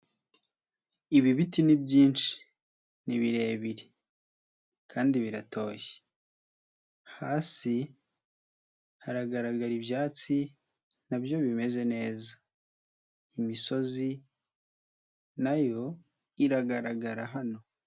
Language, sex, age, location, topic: Kinyarwanda, male, 25-35, Nyagatare, agriculture